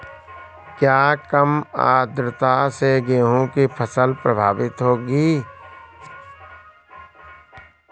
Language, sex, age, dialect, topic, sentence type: Hindi, male, 18-24, Awadhi Bundeli, agriculture, question